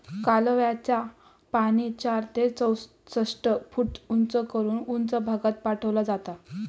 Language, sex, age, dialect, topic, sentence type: Marathi, female, 18-24, Southern Konkan, agriculture, statement